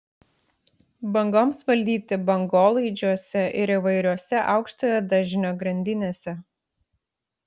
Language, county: Lithuanian, Klaipėda